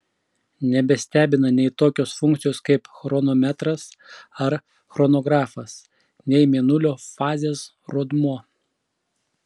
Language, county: Lithuanian, Klaipėda